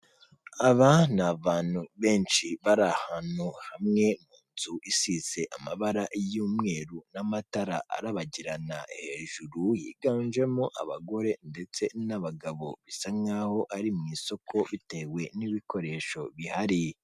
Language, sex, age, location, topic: Kinyarwanda, female, 18-24, Kigali, finance